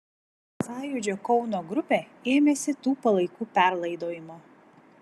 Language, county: Lithuanian, Vilnius